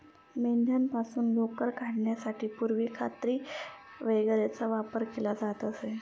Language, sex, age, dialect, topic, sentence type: Marathi, female, 31-35, Standard Marathi, agriculture, statement